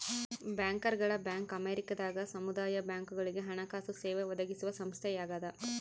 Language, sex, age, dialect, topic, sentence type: Kannada, female, 25-30, Central, banking, statement